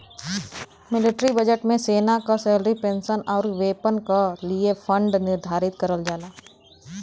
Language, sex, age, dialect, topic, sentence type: Bhojpuri, female, 36-40, Western, banking, statement